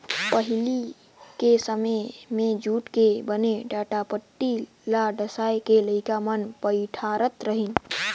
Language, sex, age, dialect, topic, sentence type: Chhattisgarhi, male, 18-24, Northern/Bhandar, agriculture, statement